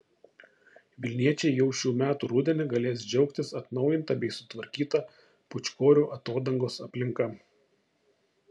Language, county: Lithuanian, Šiauliai